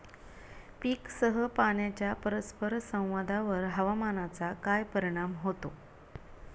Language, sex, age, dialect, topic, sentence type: Marathi, female, 31-35, Standard Marathi, agriculture, question